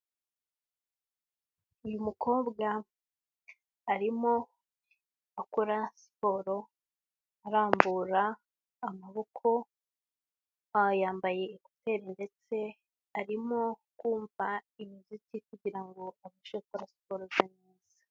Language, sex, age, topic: Kinyarwanda, female, 18-24, health